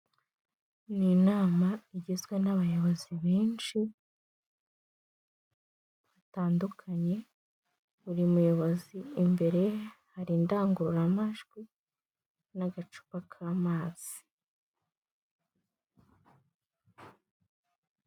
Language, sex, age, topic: Kinyarwanda, female, 18-24, government